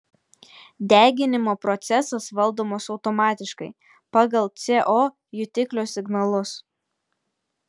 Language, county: Lithuanian, Telšiai